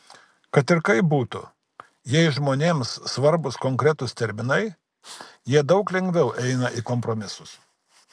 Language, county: Lithuanian, Kaunas